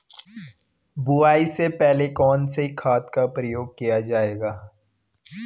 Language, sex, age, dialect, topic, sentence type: Hindi, male, 18-24, Garhwali, agriculture, question